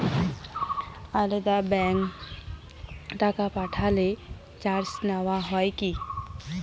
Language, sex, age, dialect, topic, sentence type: Bengali, female, 18-24, Rajbangshi, banking, question